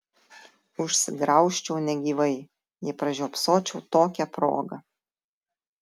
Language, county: Lithuanian, Tauragė